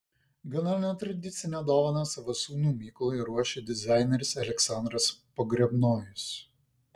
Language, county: Lithuanian, Vilnius